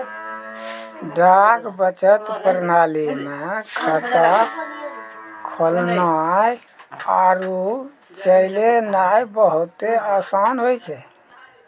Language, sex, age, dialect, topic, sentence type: Maithili, male, 56-60, Angika, banking, statement